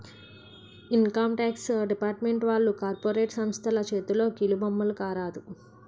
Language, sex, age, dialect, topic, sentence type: Telugu, female, 51-55, Utterandhra, banking, statement